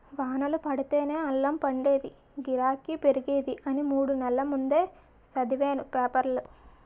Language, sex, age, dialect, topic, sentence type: Telugu, female, 18-24, Utterandhra, agriculture, statement